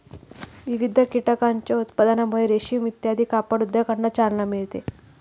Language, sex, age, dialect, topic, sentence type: Marathi, female, 18-24, Standard Marathi, agriculture, statement